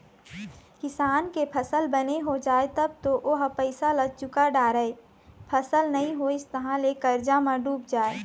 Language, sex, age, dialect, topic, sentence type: Chhattisgarhi, female, 25-30, Eastern, agriculture, statement